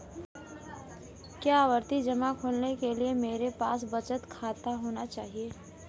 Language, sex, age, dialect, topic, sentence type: Hindi, female, 18-24, Marwari Dhudhari, banking, question